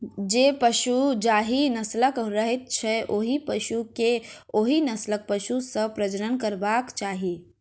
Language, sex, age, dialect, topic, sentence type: Maithili, female, 51-55, Southern/Standard, agriculture, statement